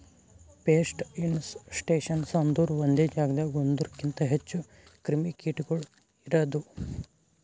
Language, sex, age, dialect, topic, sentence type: Kannada, male, 18-24, Northeastern, agriculture, statement